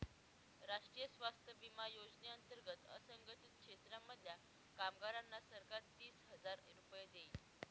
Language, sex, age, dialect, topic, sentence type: Marathi, female, 18-24, Northern Konkan, banking, statement